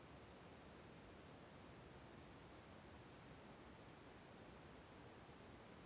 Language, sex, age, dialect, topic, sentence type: Kannada, male, 41-45, Central, banking, question